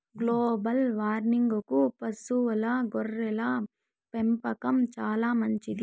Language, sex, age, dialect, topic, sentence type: Telugu, female, 18-24, Southern, agriculture, statement